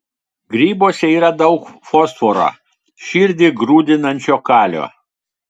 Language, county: Lithuanian, Telšiai